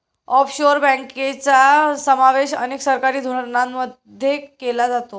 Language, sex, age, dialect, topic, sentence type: Marathi, female, 18-24, Standard Marathi, banking, statement